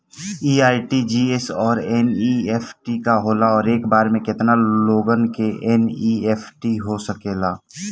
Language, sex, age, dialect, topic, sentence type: Bhojpuri, male, <18, Southern / Standard, banking, question